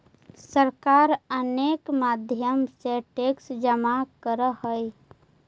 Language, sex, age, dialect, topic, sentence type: Magahi, female, 18-24, Central/Standard, banking, statement